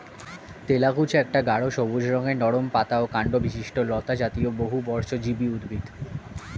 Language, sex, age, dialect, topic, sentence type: Bengali, male, 18-24, Standard Colloquial, agriculture, statement